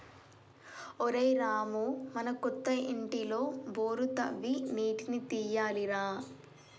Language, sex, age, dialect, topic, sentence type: Telugu, female, 18-24, Telangana, agriculture, statement